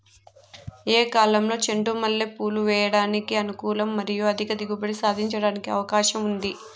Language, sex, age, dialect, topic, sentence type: Telugu, female, 18-24, Southern, agriculture, question